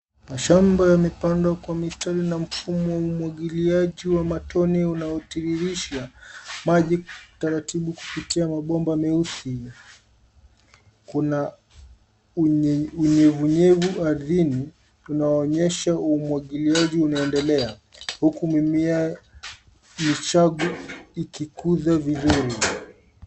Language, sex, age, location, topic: Swahili, male, 25-35, Nairobi, agriculture